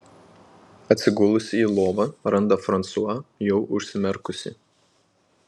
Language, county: Lithuanian, Panevėžys